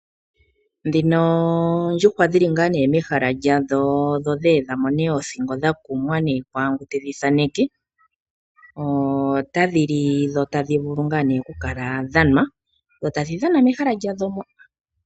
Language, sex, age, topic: Oshiwambo, female, 36-49, agriculture